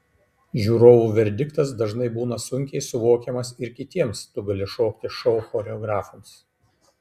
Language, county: Lithuanian, Kaunas